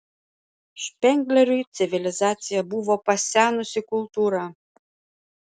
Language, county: Lithuanian, Panevėžys